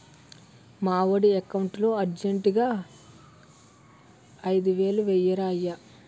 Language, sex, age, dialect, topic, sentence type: Telugu, male, 60-100, Utterandhra, banking, statement